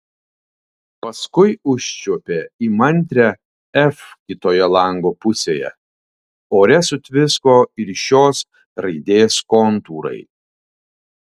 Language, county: Lithuanian, Alytus